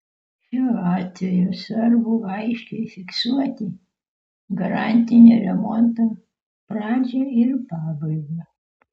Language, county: Lithuanian, Utena